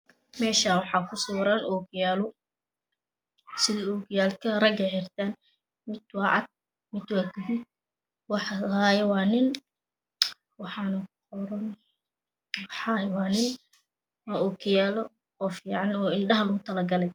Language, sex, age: Somali, female, 18-24